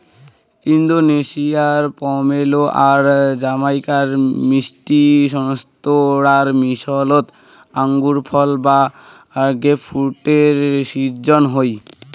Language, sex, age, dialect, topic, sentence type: Bengali, male, <18, Rajbangshi, agriculture, statement